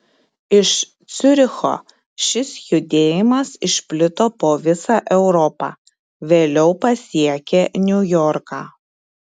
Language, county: Lithuanian, Klaipėda